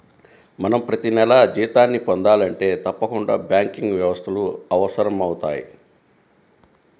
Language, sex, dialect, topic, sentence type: Telugu, female, Central/Coastal, banking, statement